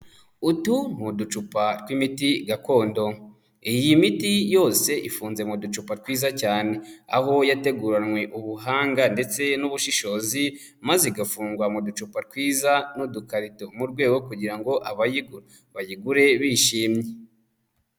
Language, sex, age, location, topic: Kinyarwanda, male, 18-24, Huye, health